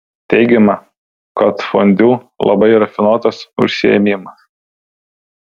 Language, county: Lithuanian, Vilnius